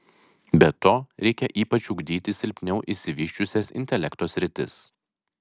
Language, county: Lithuanian, Vilnius